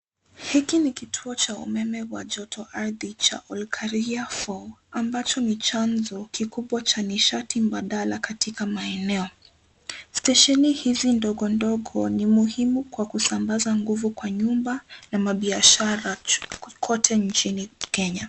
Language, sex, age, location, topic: Swahili, female, 18-24, Nairobi, government